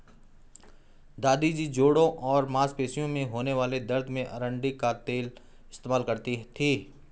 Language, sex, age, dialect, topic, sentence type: Hindi, male, 41-45, Garhwali, agriculture, statement